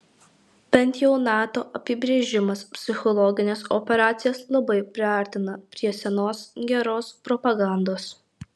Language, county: Lithuanian, Alytus